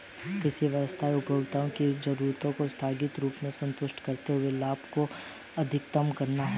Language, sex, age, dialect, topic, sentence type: Hindi, male, 18-24, Hindustani Malvi Khadi Boli, agriculture, statement